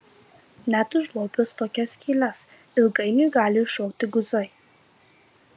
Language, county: Lithuanian, Marijampolė